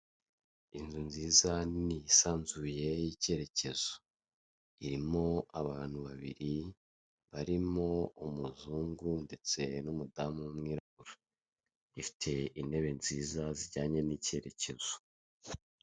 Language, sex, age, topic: Kinyarwanda, male, 25-35, finance